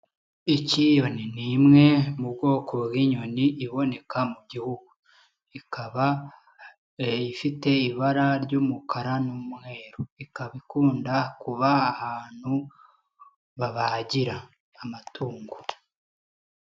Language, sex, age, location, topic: Kinyarwanda, male, 25-35, Kigali, agriculture